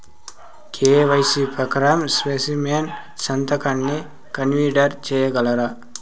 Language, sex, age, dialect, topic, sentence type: Telugu, male, 18-24, Southern, banking, question